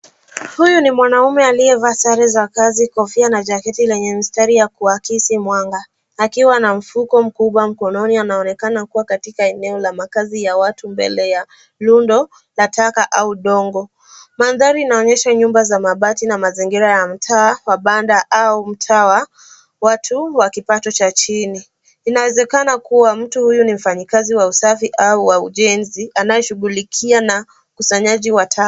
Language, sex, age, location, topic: Swahili, female, 18-24, Nairobi, government